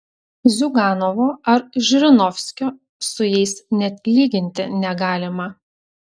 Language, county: Lithuanian, Telšiai